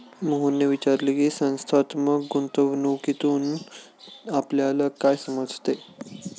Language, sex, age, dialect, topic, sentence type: Marathi, male, 18-24, Standard Marathi, banking, statement